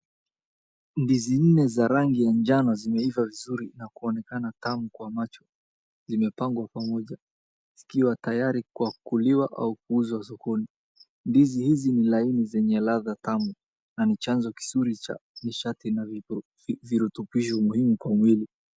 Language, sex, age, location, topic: Swahili, male, 25-35, Wajir, agriculture